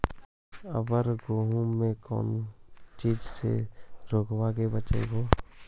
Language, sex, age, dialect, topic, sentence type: Magahi, male, 51-55, Central/Standard, agriculture, question